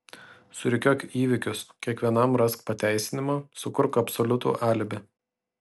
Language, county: Lithuanian, Vilnius